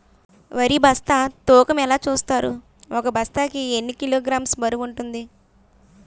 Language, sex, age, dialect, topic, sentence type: Telugu, female, 25-30, Utterandhra, agriculture, question